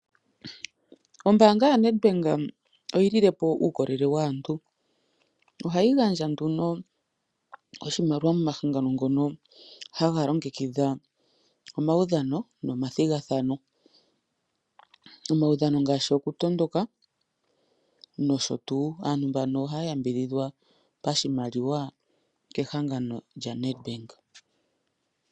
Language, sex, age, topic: Oshiwambo, female, 25-35, finance